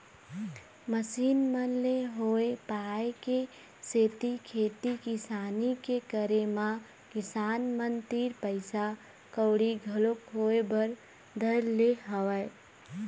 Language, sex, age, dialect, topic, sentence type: Chhattisgarhi, female, 18-24, Eastern, agriculture, statement